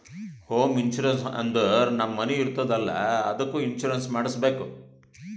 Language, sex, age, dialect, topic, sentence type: Kannada, male, 60-100, Northeastern, banking, statement